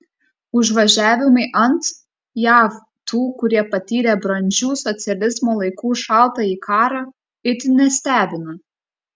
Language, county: Lithuanian, Kaunas